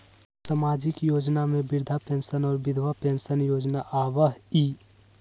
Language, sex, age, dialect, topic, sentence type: Magahi, male, 18-24, Western, banking, question